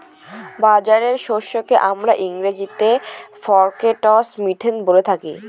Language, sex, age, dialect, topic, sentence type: Bengali, female, 18-24, Northern/Varendri, agriculture, statement